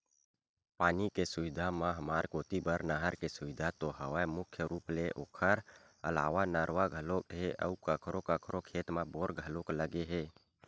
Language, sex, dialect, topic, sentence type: Chhattisgarhi, male, Western/Budati/Khatahi, agriculture, statement